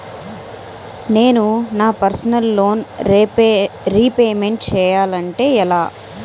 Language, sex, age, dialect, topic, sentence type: Telugu, female, 36-40, Utterandhra, banking, question